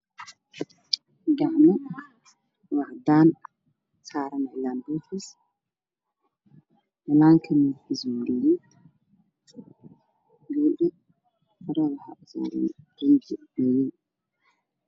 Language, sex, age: Somali, male, 18-24